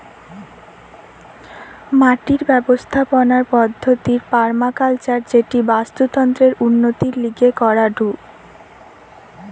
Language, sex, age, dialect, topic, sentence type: Bengali, female, 18-24, Western, agriculture, statement